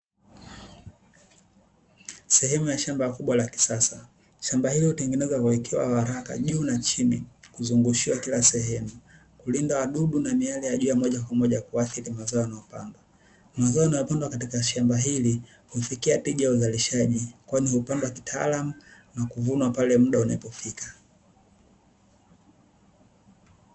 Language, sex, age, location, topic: Swahili, male, 18-24, Dar es Salaam, agriculture